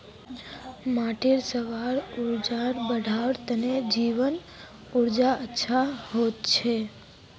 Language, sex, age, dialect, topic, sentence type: Magahi, female, 36-40, Northeastern/Surjapuri, agriculture, statement